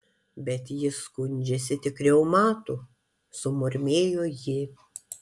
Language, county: Lithuanian, Kaunas